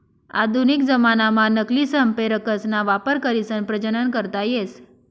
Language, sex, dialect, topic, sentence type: Marathi, female, Northern Konkan, agriculture, statement